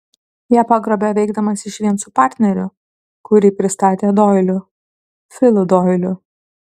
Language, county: Lithuanian, Kaunas